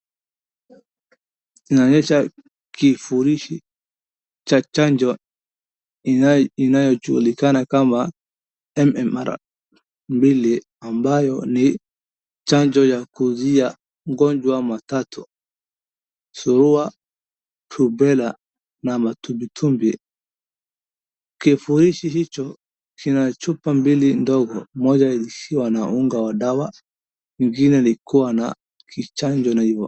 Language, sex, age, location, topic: Swahili, male, 18-24, Wajir, health